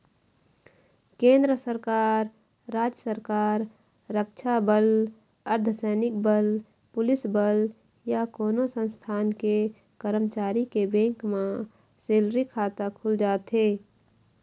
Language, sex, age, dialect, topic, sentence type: Chhattisgarhi, female, 25-30, Eastern, banking, statement